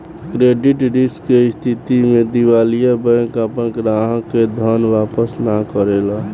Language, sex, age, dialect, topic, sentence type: Bhojpuri, male, 18-24, Southern / Standard, banking, statement